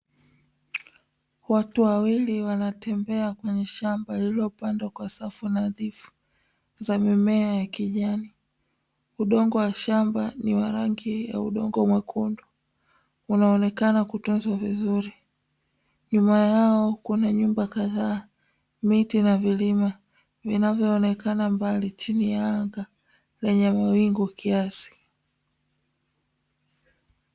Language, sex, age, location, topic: Swahili, female, 18-24, Dar es Salaam, agriculture